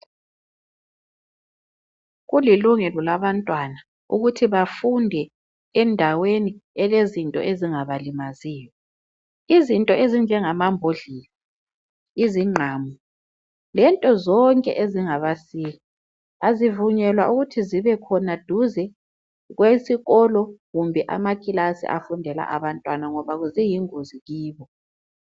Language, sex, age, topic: North Ndebele, female, 25-35, education